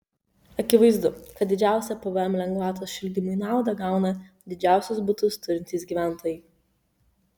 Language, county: Lithuanian, Kaunas